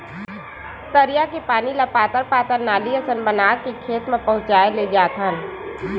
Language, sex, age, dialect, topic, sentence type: Chhattisgarhi, male, 18-24, Western/Budati/Khatahi, agriculture, statement